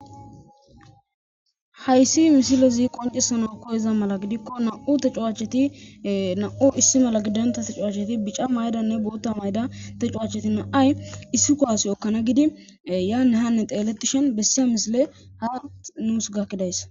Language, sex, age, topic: Gamo, female, 25-35, government